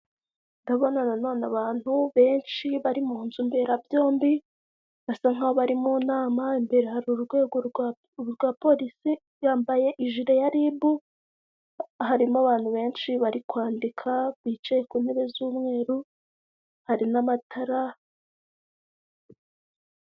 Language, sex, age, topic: Kinyarwanda, female, 18-24, government